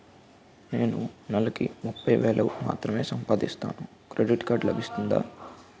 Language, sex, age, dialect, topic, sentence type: Telugu, male, 18-24, Utterandhra, banking, question